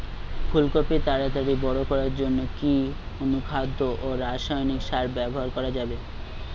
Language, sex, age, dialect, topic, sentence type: Bengali, male, 18-24, Western, agriculture, question